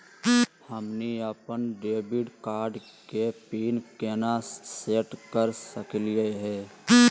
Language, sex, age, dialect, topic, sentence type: Magahi, male, 36-40, Southern, banking, question